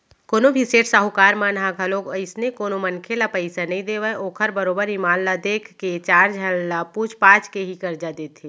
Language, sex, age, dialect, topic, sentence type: Chhattisgarhi, female, 36-40, Central, banking, statement